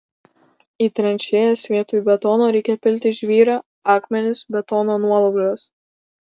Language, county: Lithuanian, Kaunas